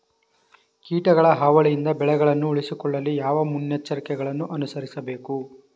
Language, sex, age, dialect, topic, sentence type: Kannada, male, 41-45, Mysore Kannada, agriculture, question